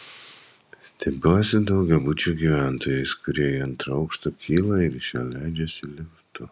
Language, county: Lithuanian, Vilnius